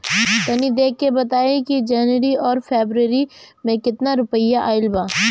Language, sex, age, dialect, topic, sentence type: Bhojpuri, female, 18-24, Northern, banking, question